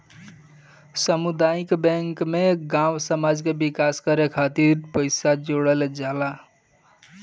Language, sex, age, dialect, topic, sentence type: Bhojpuri, male, 18-24, Northern, banking, statement